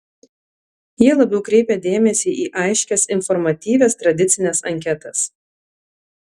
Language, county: Lithuanian, Alytus